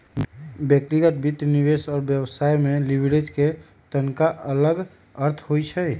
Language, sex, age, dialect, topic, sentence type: Magahi, male, 18-24, Western, banking, statement